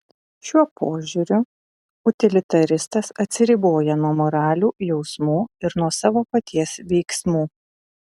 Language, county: Lithuanian, Utena